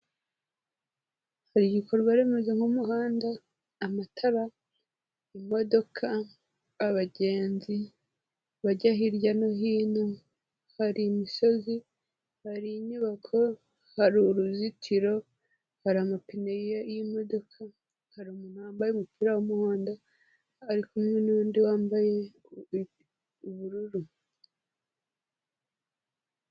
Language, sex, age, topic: Kinyarwanda, female, 18-24, government